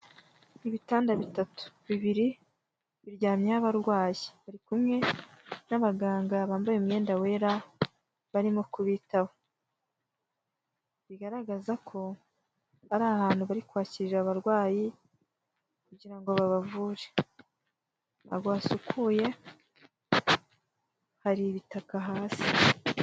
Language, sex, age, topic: Kinyarwanda, female, 18-24, health